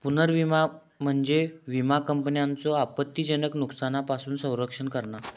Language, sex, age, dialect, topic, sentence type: Marathi, male, 18-24, Southern Konkan, banking, statement